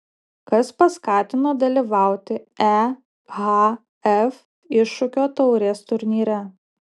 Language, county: Lithuanian, Utena